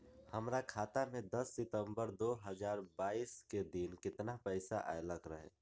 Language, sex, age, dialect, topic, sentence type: Magahi, male, 18-24, Western, banking, question